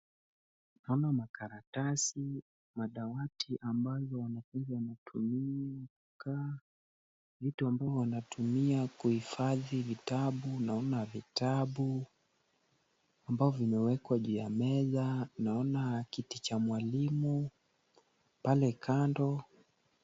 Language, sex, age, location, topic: Swahili, male, 25-35, Kisumu, education